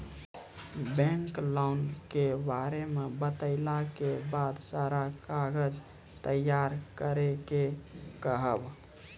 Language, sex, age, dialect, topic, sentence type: Maithili, male, 18-24, Angika, banking, question